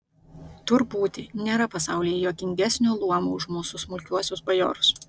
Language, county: Lithuanian, Vilnius